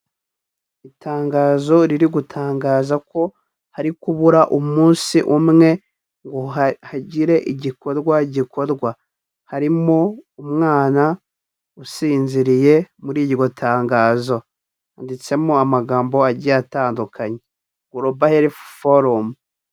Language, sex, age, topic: Kinyarwanda, male, 18-24, health